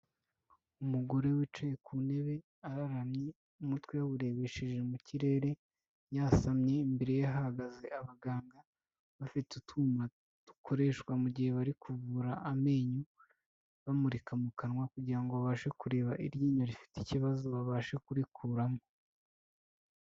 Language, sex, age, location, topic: Kinyarwanda, female, 25-35, Kigali, health